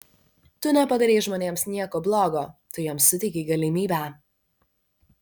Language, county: Lithuanian, Vilnius